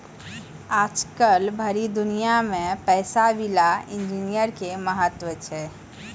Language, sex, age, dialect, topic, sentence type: Maithili, female, 31-35, Angika, banking, statement